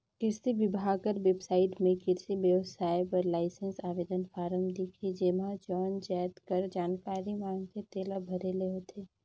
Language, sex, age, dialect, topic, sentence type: Chhattisgarhi, female, 18-24, Northern/Bhandar, agriculture, statement